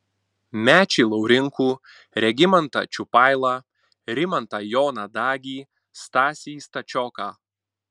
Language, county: Lithuanian, Panevėžys